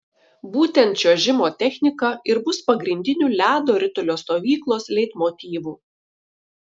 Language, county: Lithuanian, Šiauliai